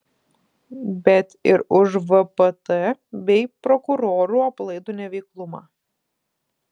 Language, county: Lithuanian, Klaipėda